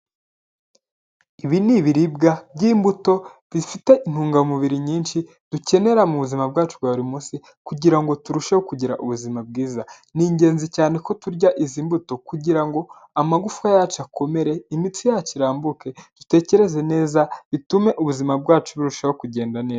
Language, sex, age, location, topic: Kinyarwanda, male, 18-24, Huye, health